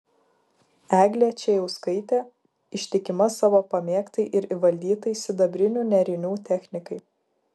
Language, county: Lithuanian, Vilnius